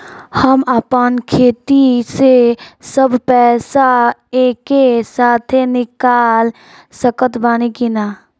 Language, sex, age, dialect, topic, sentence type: Bhojpuri, female, 18-24, Southern / Standard, banking, question